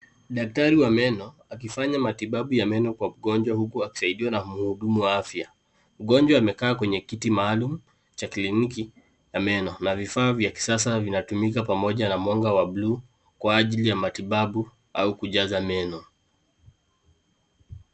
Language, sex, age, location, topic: Swahili, male, 25-35, Kisii, health